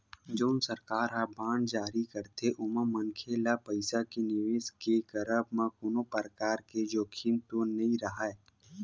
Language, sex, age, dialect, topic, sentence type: Chhattisgarhi, male, 25-30, Western/Budati/Khatahi, banking, statement